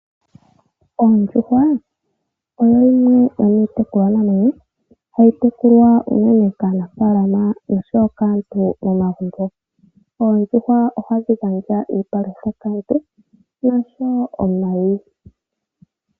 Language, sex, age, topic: Oshiwambo, male, 18-24, agriculture